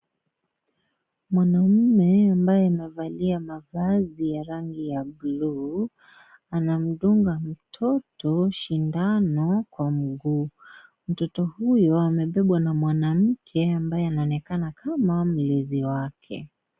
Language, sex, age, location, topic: Swahili, female, 18-24, Kisii, health